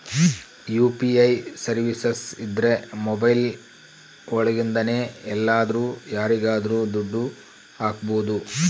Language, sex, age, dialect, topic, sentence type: Kannada, male, 46-50, Central, banking, statement